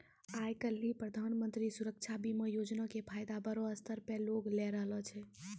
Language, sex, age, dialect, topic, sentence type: Maithili, female, 18-24, Angika, banking, statement